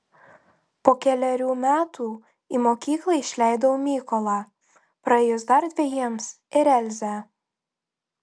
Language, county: Lithuanian, Telšiai